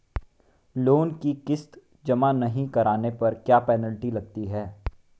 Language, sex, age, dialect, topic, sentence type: Hindi, male, 18-24, Marwari Dhudhari, banking, question